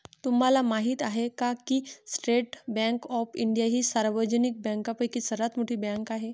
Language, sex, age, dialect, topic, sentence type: Marathi, female, 18-24, Varhadi, banking, statement